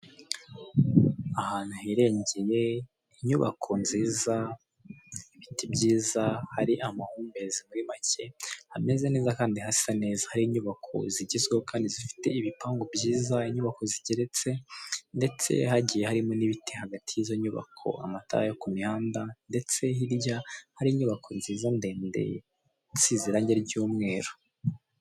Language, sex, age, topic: Kinyarwanda, male, 18-24, government